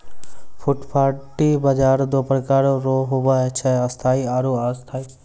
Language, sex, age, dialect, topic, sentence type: Maithili, male, 18-24, Angika, agriculture, statement